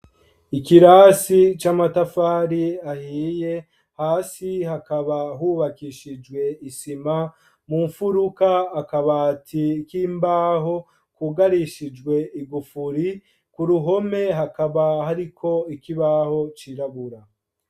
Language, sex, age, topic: Rundi, male, 25-35, education